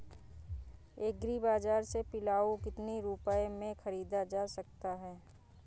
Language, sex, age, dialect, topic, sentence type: Hindi, female, 25-30, Awadhi Bundeli, agriculture, question